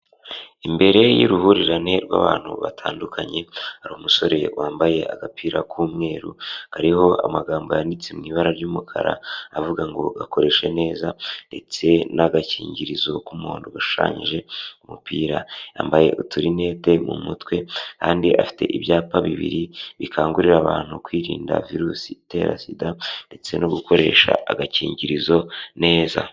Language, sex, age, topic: Kinyarwanda, male, 18-24, health